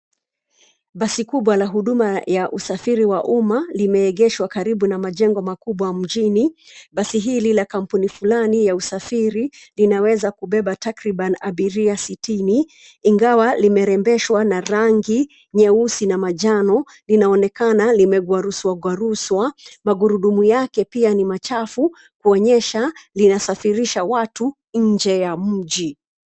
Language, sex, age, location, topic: Swahili, female, 36-49, Nairobi, government